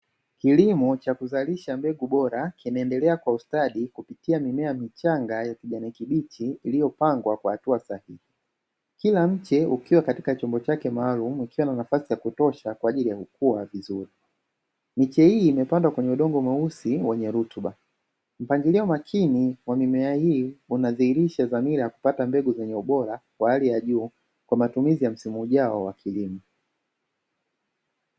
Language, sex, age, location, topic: Swahili, male, 25-35, Dar es Salaam, agriculture